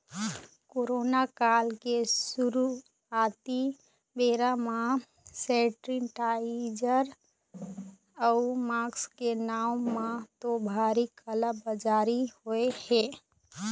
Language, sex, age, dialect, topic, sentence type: Chhattisgarhi, female, 25-30, Eastern, banking, statement